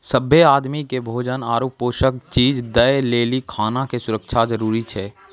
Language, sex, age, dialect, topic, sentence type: Maithili, male, 18-24, Angika, agriculture, statement